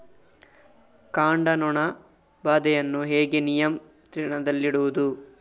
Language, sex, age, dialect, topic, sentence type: Kannada, male, 18-24, Coastal/Dakshin, agriculture, question